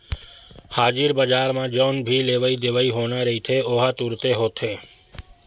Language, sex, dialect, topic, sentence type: Chhattisgarhi, male, Western/Budati/Khatahi, banking, statement